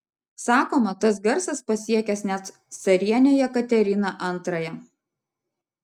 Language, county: Lithuanian, Vilnius